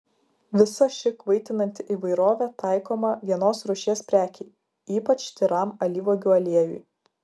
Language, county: Lithuanian, Vilnius